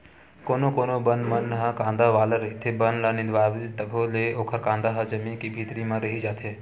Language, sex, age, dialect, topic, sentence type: Chhattisgarhi, male, 18-24, Western/Budati/Khatahi, agriculture, statement